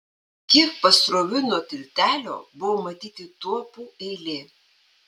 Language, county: Lithuanian, Panevėžys